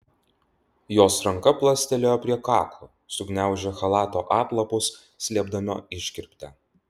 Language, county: Lithuanian, Utena